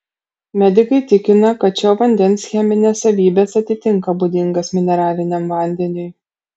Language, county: Lithuanian, Kaunas